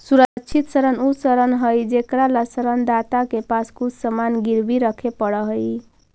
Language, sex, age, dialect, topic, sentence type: Magahi, female, 46-50, Central/Standard, banking, statement